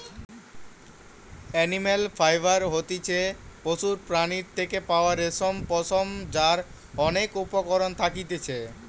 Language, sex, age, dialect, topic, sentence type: Bengali, male, <18, Western, agriculture, statement